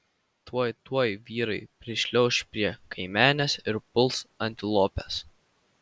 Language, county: Lithuanian, Vilnius